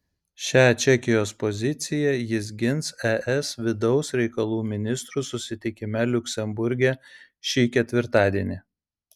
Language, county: Lithuanian, Vilnius